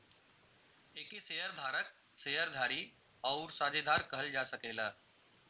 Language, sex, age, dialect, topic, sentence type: Bhojpuri, male, 41-45, Western, banking, statement